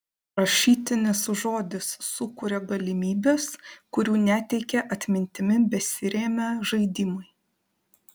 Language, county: Lithuanian, Panevėžys